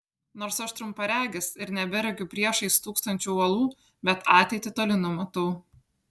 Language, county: Lithuanian, Kaunas